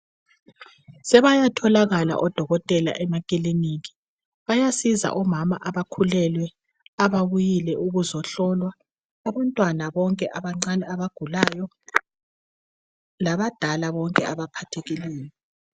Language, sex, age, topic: North Ndebele, female, 36-49, health